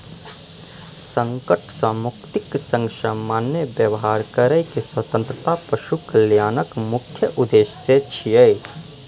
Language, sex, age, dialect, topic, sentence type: Maithili, male, 25-30, Eastern / Thethi, agriculture, statement